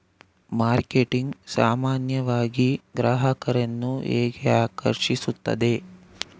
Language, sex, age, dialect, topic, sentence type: Kannada, male, 18-24, Mysore Kannada, agriculture, question